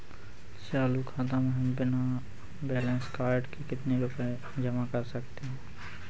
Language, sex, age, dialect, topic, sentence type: Hindi, male, 18-24, Awadhi Bundeli, banking, question